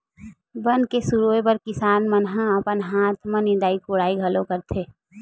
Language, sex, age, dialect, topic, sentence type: Chhattisgarhi, female, 18-24, Western/Budati/Khatahi, agriculture, statement